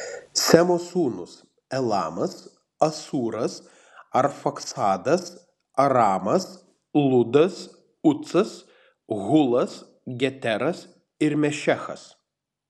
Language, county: Lithuanian, Panevėžys